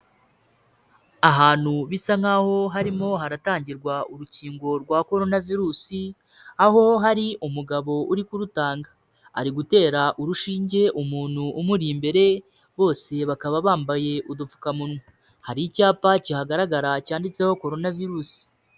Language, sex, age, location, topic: Kinyarwanda, male, 25-35, Kigali, health